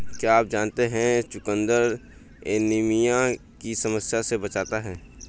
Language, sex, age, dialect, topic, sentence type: Hindi, male, 25-30, Hindustani Malvi Khadi Boli, agriculture, statement